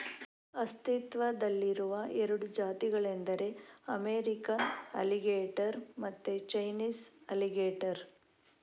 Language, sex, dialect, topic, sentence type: Kannada, female, Coastal/Dakshin, agriculture, statement